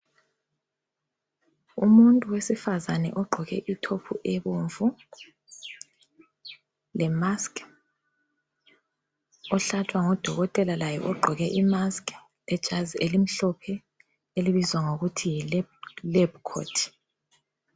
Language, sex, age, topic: North Ndebele, female, 25-35, health